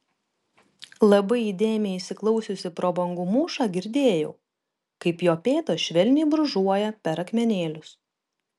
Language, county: Lithuanian, Kaunas